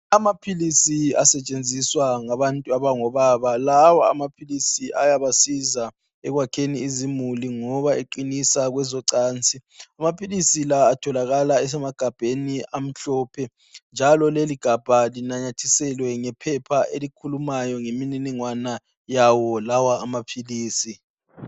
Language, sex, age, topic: North Ndebele, female, 18-24, health